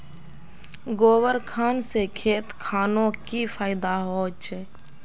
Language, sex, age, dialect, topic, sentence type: Magahi, female, 51-55, Northeastern/Surjapuri, agriculture, question